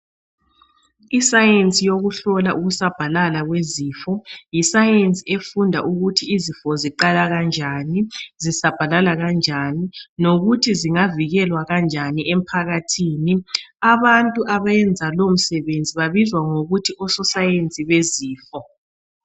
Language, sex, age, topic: North Ndebele, male, 36-49, health